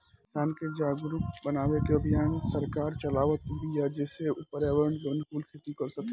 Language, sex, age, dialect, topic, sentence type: Bhojpuri, male, 18-24, Northern, agriculture, statement